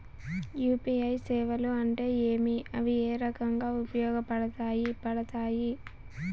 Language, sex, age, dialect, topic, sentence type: Telugu, female, 25-30, Southern, banking, question